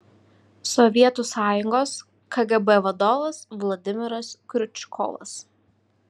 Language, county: Lithuanian, Vilnius